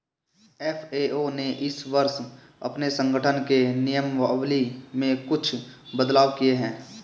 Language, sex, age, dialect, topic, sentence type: Hindi, male, 18-24, Marwari Dhudhari, agriculture, statement